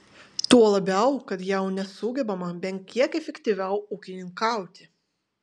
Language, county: Lithuanian, Vilnius